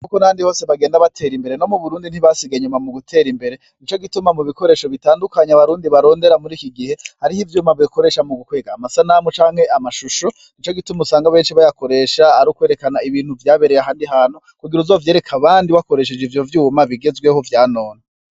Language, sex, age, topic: Rundi, male, 36-49, education